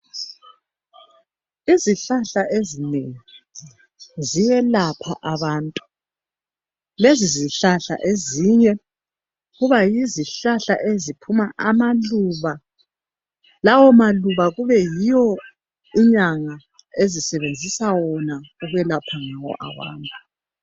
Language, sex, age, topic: North Ndebele, male, 25-35, health